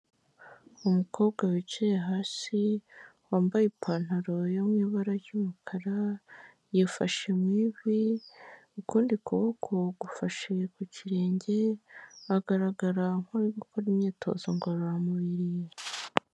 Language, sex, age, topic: Kinyarwanda, male, 18-24, health